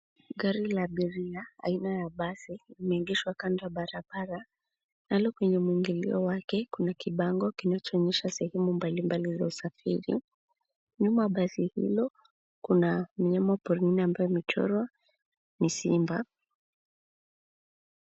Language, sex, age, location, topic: Swahili, female, 18-24, Nairobi, government